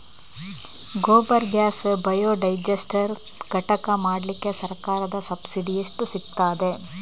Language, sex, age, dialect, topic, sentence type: Kannada, female, 25-30, Coastal/Dakshin, agriculture, question